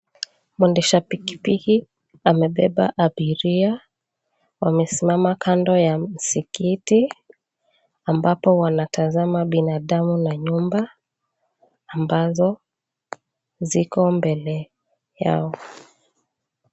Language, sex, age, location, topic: Swahili, female, 25-35, Mombasa, government